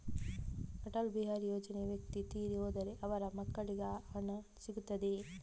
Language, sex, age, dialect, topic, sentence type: Kannada, female, 18-24, Coastal/Dakshin, banking, question